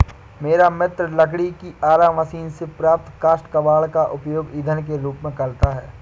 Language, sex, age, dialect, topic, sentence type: Hindi, male, 56-60, Awadhi Bundeli, agriculture, statement